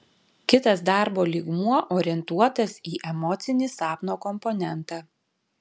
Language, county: Lithuanian, Panevėžys